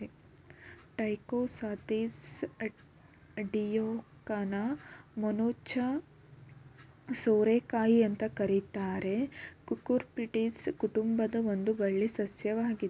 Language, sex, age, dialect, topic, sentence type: Kannada, female, 18-24, Mysore Kannada, agriculture, statement